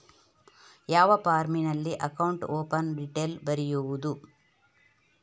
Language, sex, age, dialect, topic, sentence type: Kannada, female, 31-35, Coastal/Dakshin, banking, question